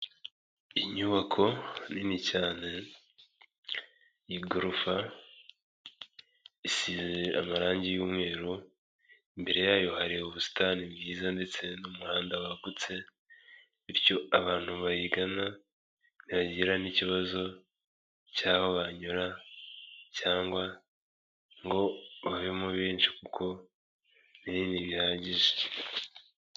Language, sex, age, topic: Kinyarwanda, male, 25-35, health